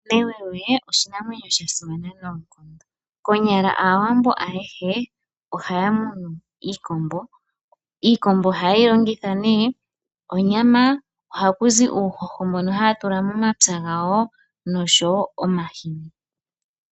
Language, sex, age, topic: Oshiwambo, female, 18-24, agriculture